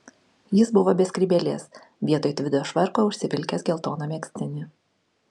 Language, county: Lithuanian, Kaunas